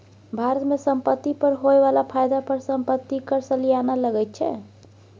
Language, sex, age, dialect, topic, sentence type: Maithili, female, 18-24, Bajjika, banking, statement